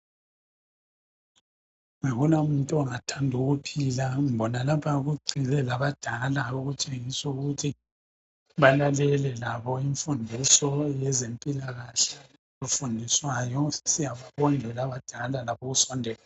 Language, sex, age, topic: North Ndebele, male, 50+, health